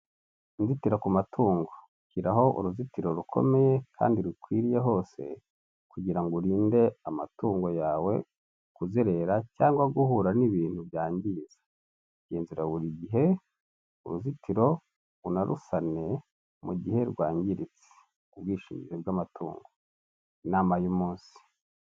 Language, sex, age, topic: Kinyarwanda, male, 25-35, finance